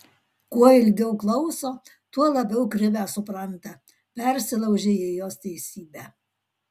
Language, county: Lithuanian, Alytus